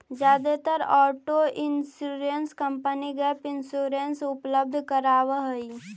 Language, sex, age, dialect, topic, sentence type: Magahi, female, 18-24, Central/Standard, banking, statement